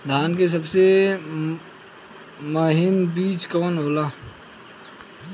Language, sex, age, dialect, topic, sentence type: Bhojpuri, male, 25-30, Western, agriculture, question